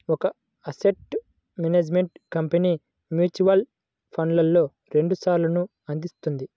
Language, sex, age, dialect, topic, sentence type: Telugu, male, 18-24, Central/Coastal, banking, statement